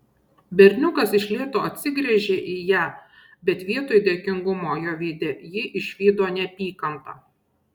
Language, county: Lithuanian, Šiauliai